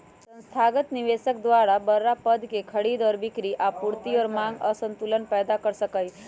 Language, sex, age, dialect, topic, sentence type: Magahi, female, 18-24, Western, banking, statement